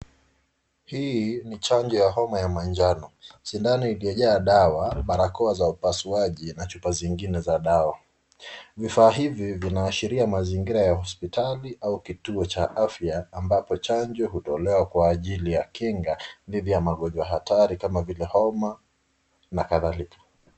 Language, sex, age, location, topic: Swahili, male, 25-35, Nakuru, health